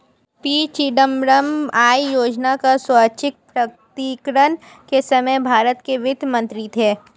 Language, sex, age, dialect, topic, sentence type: Hindi, female, 18-24, Marwari Dhudhari, banking, statement